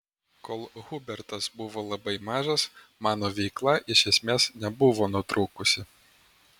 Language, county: Lithuanian, Vilnius